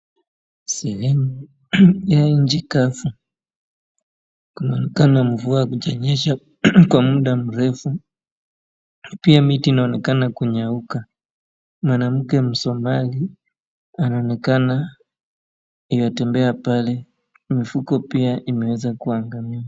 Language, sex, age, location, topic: Swahili, male, 25-35, Wajir, health